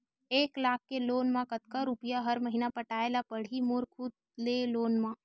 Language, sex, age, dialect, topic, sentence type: Chhattisgarhi, female, 31-35, Western/Budati/Khatahi, banking, question